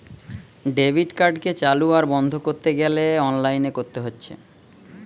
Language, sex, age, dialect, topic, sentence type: Bengali, male, 31-35, Western, banking, statement